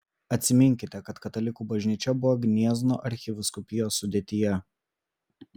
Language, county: Lithuanian, Vilnius